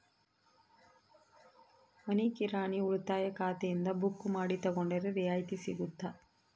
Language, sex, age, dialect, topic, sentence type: Kannada, female, 31-35, Central, banking, question